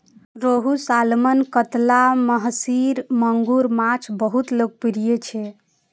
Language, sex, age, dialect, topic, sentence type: Maithili, female, 18-24, Eastern / Thethi, agriculture, statement